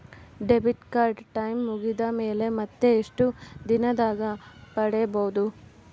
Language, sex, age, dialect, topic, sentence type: Kannada, female, 18-24, Central, banking, question